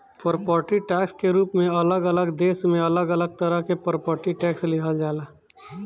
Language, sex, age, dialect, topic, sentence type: Bhojpuri, male, 25-30, Southern / Standard, banking, statement